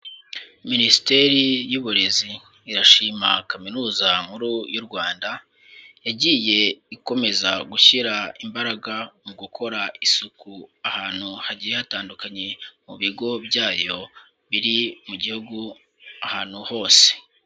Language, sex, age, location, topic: Kinyarwanda, male, 18-24, Huye, education